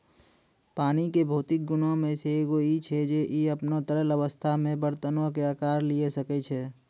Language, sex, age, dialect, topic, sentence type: Maithili, male, 18-24, Angika, agriculture, statement